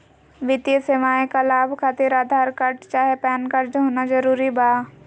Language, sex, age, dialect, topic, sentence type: Magahi, female, 18-24, Southern, banking, question